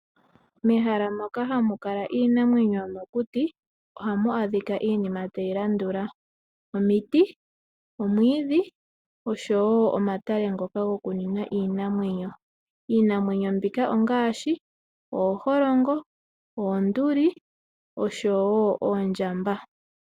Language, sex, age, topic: Oshiwambo, female, 18-24, agriculture